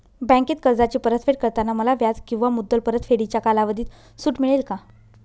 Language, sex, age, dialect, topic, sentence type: Marathi, female, 36-40, Northern Konkan, banking, question